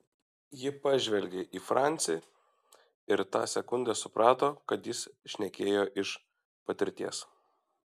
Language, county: Lithuanian, Šiauliai